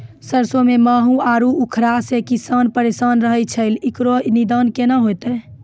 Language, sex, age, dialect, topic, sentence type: Maithili, female, 18-24, Angika, agriculture, question